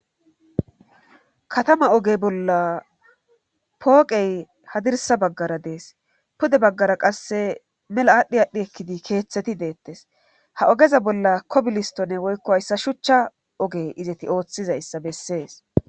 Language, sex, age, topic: Gamo, female, 36-49, government